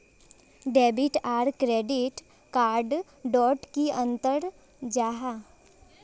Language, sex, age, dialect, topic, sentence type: Magahi, male, 18-24, Northeastern/Surjapuri, banking, question